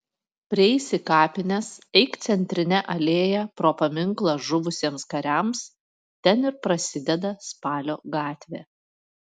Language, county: Lithuanian, Panevėžys